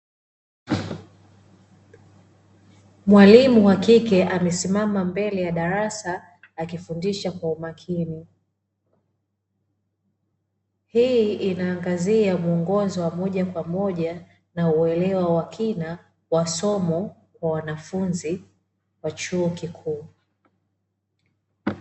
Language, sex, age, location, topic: Swahili, female, 25-35, Dar es Salaam, education